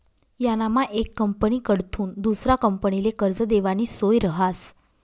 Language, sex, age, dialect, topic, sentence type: Marathi, female, 25-30, Northern Konkan, banking, statement